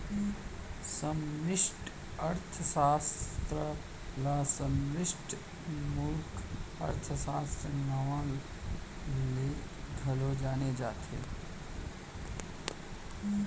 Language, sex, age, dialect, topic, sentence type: Chhattisgarhi, male, 41-45, Central, banking, statement